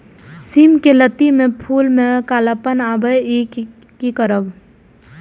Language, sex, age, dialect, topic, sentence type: Maithili, female, 18-24, Eastern / Thethi, agriculture, question